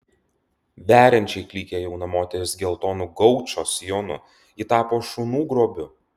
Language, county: Lithuanian, Utena